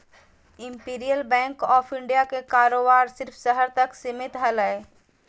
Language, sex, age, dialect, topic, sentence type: Magahi, female, 31-35, Southern, banking, statement